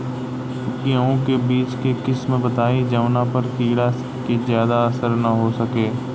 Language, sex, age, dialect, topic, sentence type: Bhojpuri, male, 18-24, Southern / Standard, agriculture, question